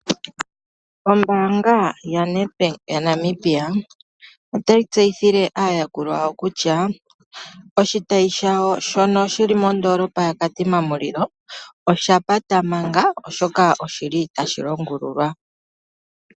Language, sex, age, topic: Oshiwambo, male, 36-49, finance